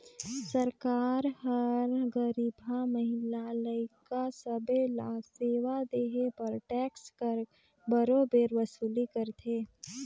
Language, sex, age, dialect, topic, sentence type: Chhattisgarhi, female, 18-24, Northern/Bhandar, banking, statement